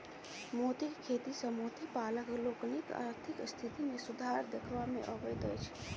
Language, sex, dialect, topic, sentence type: Maithili, male, Southern/Standard, agriculture, statement